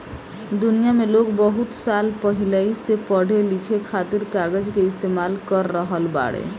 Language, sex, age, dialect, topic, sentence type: Bhojpuri, female, 18-24, Southern / Standard, agriculture, statement